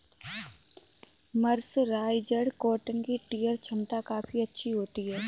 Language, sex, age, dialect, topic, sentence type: Hindi, female, 18-24, Kanauji Braj Bhasha, agriculture, statement